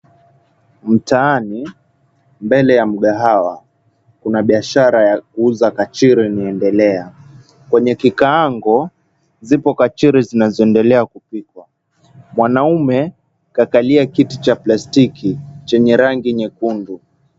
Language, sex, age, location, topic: Swahili, male, 18-24, Mombasa, agriculture